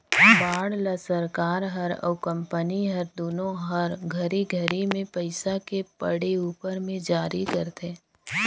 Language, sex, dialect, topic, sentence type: Chhattisgarhi, female, Northern/Bhandar, banking, statement